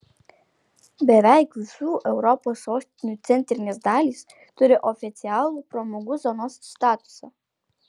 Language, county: Lithuanian, Alytus